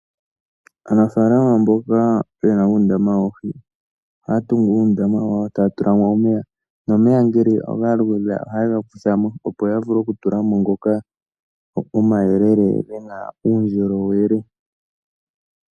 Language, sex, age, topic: Oshiwambo, male, 18-24, agriculture